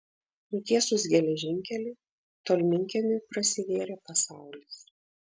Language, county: Lithuanian, Vilnius